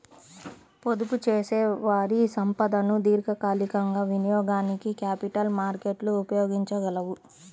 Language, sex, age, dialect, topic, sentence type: Telugu, male, 36-40, Central/Coastal, banking, statement